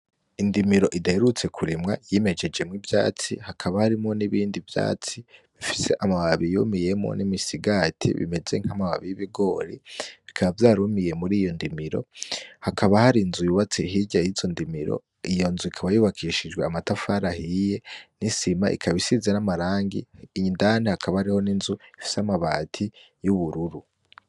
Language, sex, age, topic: Rundi, male, 18-24, agriculture